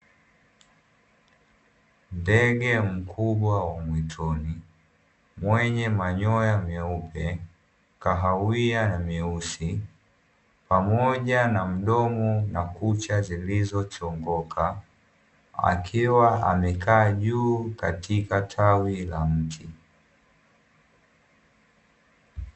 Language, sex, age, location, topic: Swahili, male, 18-24, Dar es Salaam, agriculture